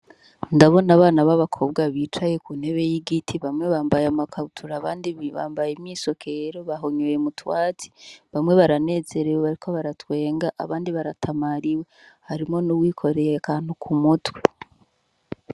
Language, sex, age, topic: Rundi, female, 36-49, education